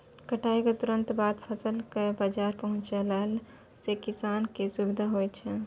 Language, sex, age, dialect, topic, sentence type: Maithili, female, 60-100, Angika, agriculture, statement